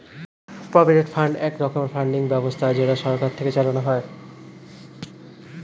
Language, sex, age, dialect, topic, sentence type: Bengali, male, 25-30, Standard Colloquial, banking, statement